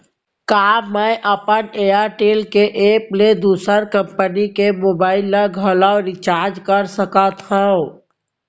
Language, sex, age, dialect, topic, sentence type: Chhattisgarhi, female, 18-24, Central, banking, question